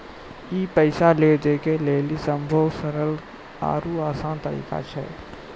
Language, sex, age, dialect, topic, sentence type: Maithili, male, 41-45, Angika, banking, statement